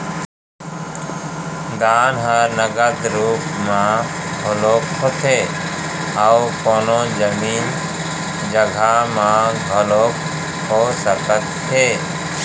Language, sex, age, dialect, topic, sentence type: Chhattisgarhi, male, 41-45, Central, banking, statement